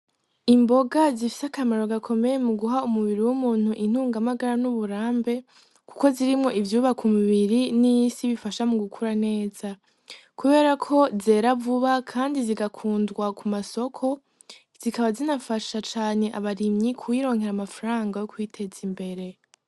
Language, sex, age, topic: Rundi, female, 18-24, agriculture